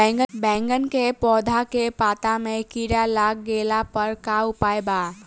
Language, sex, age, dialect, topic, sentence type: Bhojpuri, female, 18-24, Southern / Standard, agriculture, question